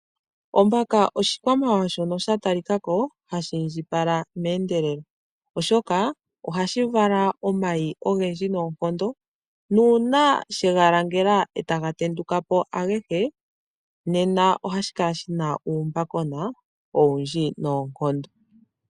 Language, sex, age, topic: Oshiwambo, female, 18-24, agriculture